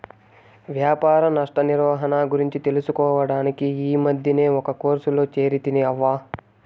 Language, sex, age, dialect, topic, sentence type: Telugu, male, 18-24, Southern, banking, statement